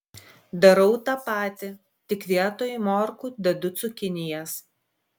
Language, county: Lithuanian, Klaipėda